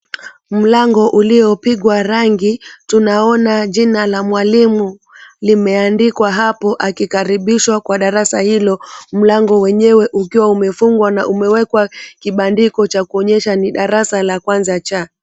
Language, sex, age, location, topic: Swahili, female, 25-35, Mombasa, education